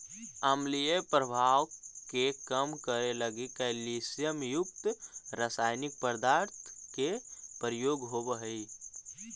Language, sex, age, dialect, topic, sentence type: Magahi, male, 18-24, Central/Standard, banking, statement